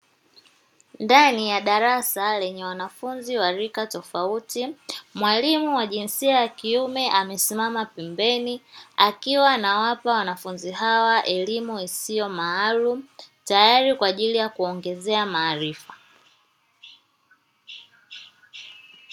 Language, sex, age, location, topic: Swahili, female, 25-35, Dar es Salaam, education